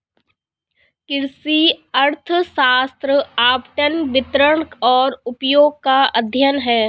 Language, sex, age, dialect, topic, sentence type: Hindi, female, 25-30, Awadhi Bundeli, agriculture, statement